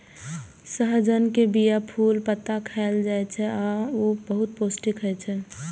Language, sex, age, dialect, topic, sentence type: Maithili, female, 18-24, Eastern / Thethi, agriculture, statement